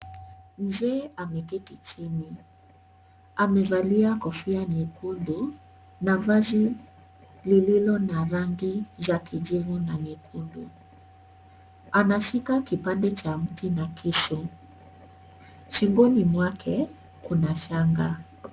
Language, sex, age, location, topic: Swahili, female, 36-49, Kisii, health